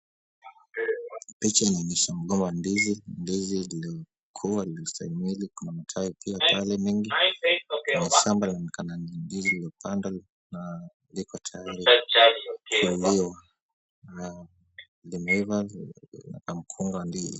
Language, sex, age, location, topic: Swahili, male, 25-35, Kisumu, agriculture